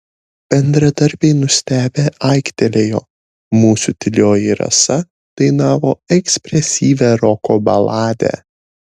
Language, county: Lithuanian, Šiauliai